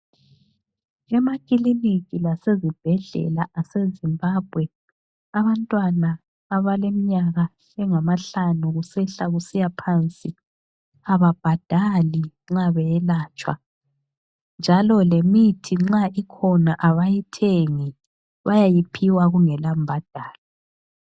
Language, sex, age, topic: North Ndebele, female, 36-49, health